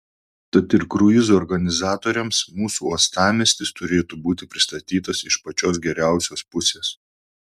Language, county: Lithuanian, Klaipėda